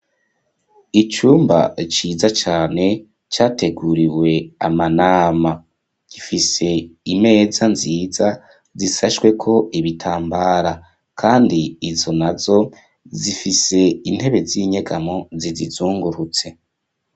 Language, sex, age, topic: Rundi, male, 25-35, education